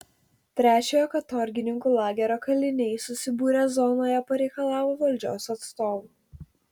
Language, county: Lithuanian, Telšiai